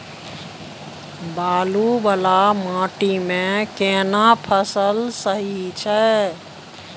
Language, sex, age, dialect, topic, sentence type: Maithili, female, 56-60, Bajjika, agriculture, question